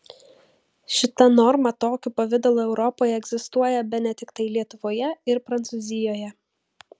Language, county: Lithuanian, Vilnius